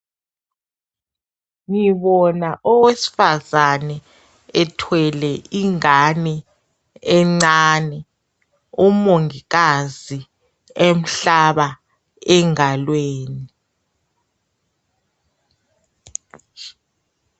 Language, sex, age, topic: North Ndebele, male, 36-49, health